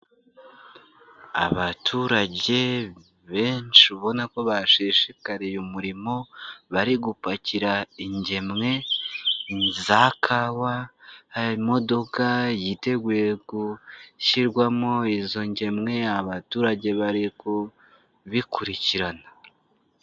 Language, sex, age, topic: Kinyarwanda, male, 25-35, agriculture